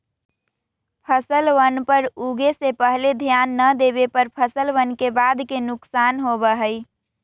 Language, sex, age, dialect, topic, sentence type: Magahi, female, 18-24, Western, agriculture, statement